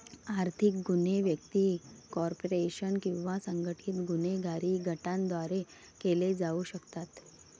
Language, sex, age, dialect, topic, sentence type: Marathi, female, 31-35, Varhadi, banking, statement